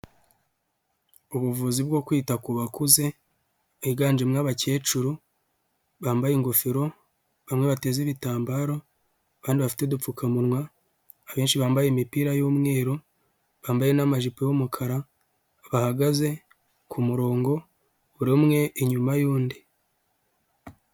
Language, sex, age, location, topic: Kinyarwanda, male, 25-35, Huye, health